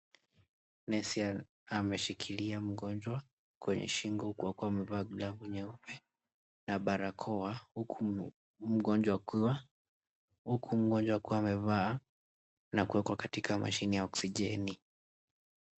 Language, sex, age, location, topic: Swahili, male, 18-24, Kisii, health